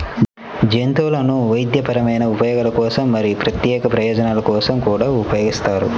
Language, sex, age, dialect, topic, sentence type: Telugu, male, 25-30, Central/Coastal, agriculture, statement